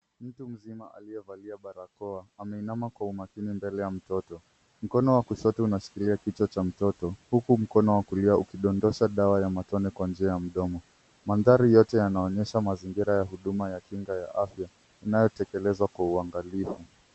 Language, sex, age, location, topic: Swahili, male, 18-24, Nairobi, health